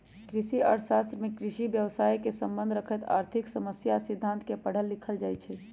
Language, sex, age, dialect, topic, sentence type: Magahi, male, 18-24, Western, agriculture, statement